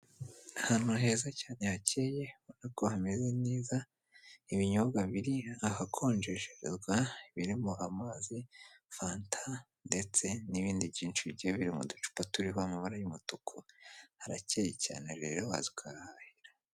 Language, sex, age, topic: Kinyarwanda, male, 25-35, finance